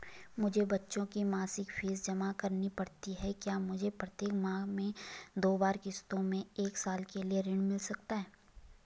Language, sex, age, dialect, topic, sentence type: Hindi, female, 18-24, Garhwali, banking, question